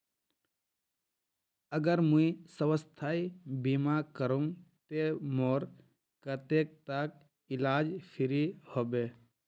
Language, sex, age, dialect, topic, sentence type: Magahi, male, 51-55, Northeastern/Surjapuri, banking, question